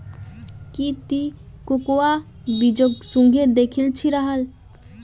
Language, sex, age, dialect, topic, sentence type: Magahi, female, 25-30, Northeastern/Surjapuri, agriculture, statement